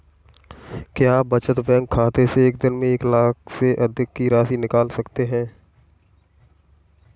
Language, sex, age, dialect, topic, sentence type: Hindi, male, 18-24, Kanauji Braj Bhasha, banking, question